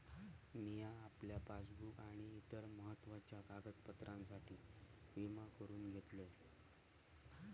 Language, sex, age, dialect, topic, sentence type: Marathi, male, 31-35, Southern Konkan, banking, statement